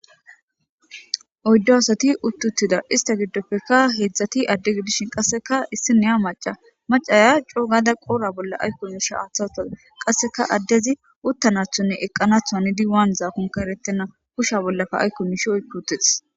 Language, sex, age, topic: Gamo, female, 18-24, government